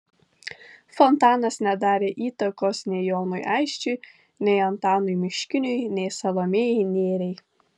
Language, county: Lithuanian, Tauragė